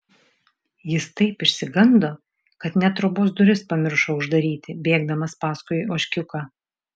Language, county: Lithuanian, Šiauliai